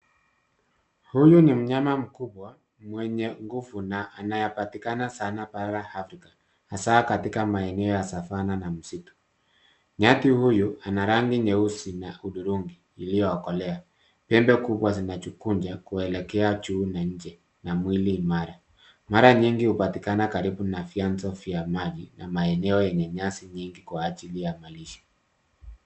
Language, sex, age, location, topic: Swahili, male, 50+, Nairobi, government